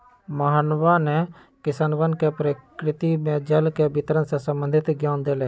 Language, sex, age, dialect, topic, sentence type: Magahi, male, 25-30, Western, agriculture, statement